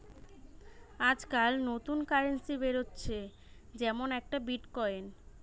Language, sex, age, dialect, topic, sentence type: Bengali, female, 25-30, Western, banking, statement